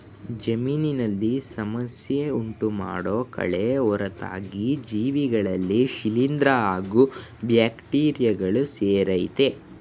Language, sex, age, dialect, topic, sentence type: Kannada, male, 18-24, Mysore Kannada, agriculture, statement